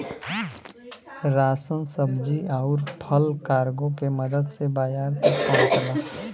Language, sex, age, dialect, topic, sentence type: Bhojpuri, male, 18-24, Western, banking, statement